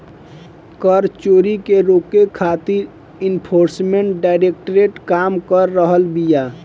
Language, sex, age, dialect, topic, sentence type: Bhojpuri, male, 18-24, Southern / Standard, banking, statement